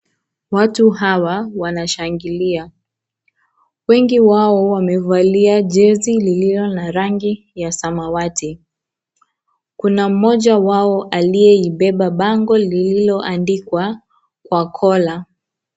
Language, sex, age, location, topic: Swahili, female, 25-35, Kisii, government